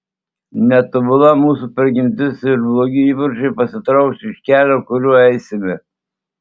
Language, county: Lithuanian, Tauragė